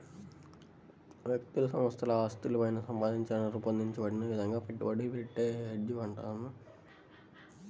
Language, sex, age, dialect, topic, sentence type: Telugu, male, 18-24, Central/Coastal, banking, statement